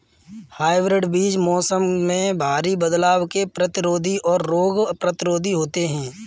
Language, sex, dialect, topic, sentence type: Hindi, male, Kanauji Braj Bhasha, agriculture, statement